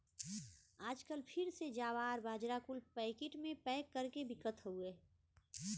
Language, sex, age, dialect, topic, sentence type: Bhojpuri, female, 41-45, Western, agriculture, statement